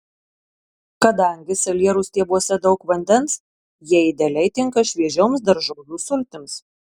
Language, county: Lithuanian, Marijampolė